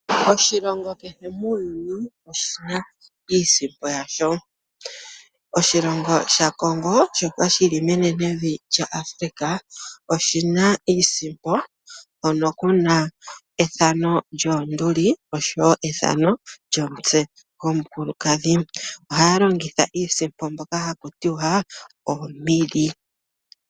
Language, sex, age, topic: Oshiwambo, female, 25-35, finance